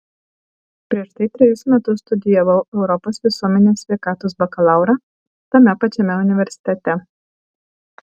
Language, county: Lithuanian, Alytus